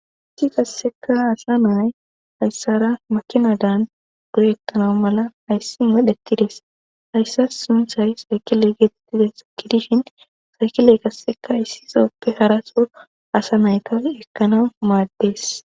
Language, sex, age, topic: Gamo, female, 25-35, government